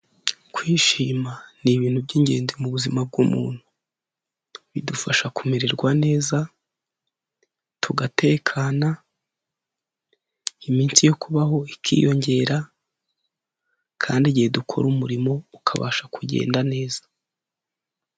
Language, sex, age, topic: Kinyarwanda, male, 18-24, health